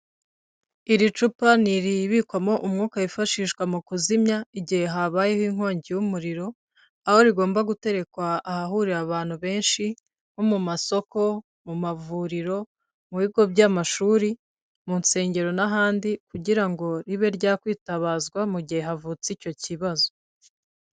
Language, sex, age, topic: Kinyarwanda, female, 50+, government